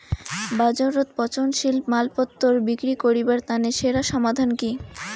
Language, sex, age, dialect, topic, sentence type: Bengali, female, 18-24, Rajbangshi, agriculture, statement